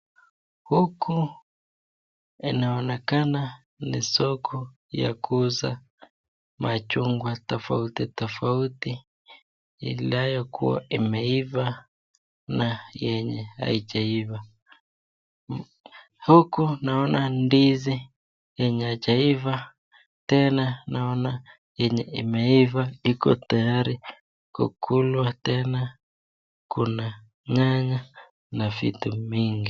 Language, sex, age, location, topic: Swahili, male, 25-35, Nakuru, finance